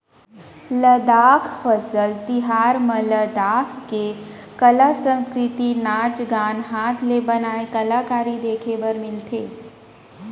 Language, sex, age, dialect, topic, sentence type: Chhattisgarhi, female, 25-30, Central, agriculture, statement